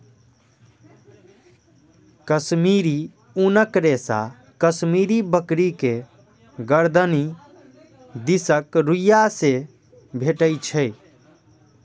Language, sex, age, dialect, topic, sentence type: Maithili, male, 18-24, Eastern / Thethi, agriculture, statement